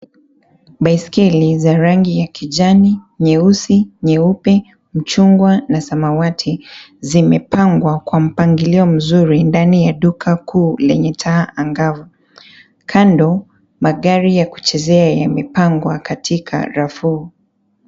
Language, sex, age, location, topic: Swahili, female, 25-35, Nairobi, finance